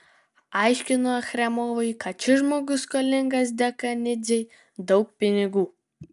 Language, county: Lithuanian, Kaunas